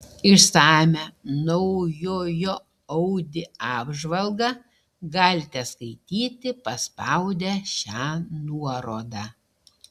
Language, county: Lithuanian, Šiauliai